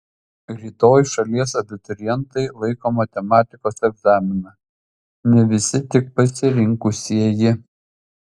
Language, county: Lithuanian, Utena